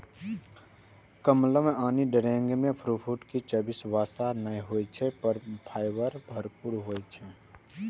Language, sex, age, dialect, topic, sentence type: Maithili, male, 18-24, Eastern / Thethi, agriculture, statement